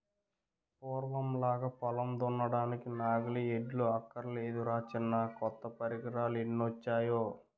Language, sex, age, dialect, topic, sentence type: Telugu, male, 18-24, Utterandhra, agriculture, statement